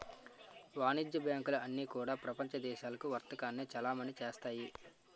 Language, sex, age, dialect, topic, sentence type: Telugu, male, 25-30, Utterandhra, banking, statement